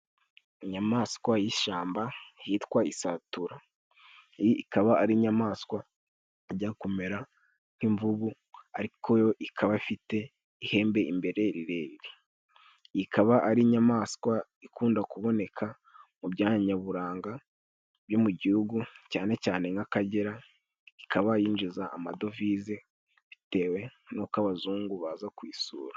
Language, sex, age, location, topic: Kinyarwanda, male, 18-24, Musanze, agriculture